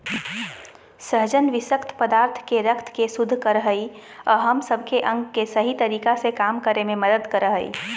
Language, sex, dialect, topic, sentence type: Magahi, female, Southern, agriculture, statement